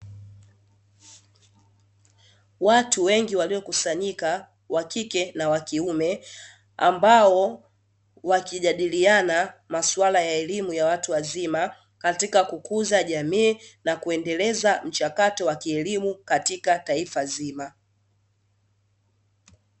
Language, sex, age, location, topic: Swahili, female, 18-24, Dar es Salaam, education